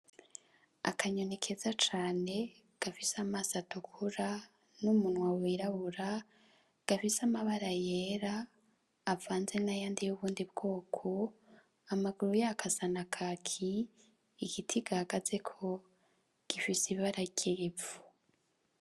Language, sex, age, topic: Rundi, female, 25-35, agriculture